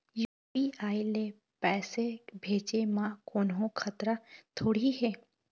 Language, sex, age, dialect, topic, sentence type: Chhattisgarhi, female, 25-30, Eastern, banking, question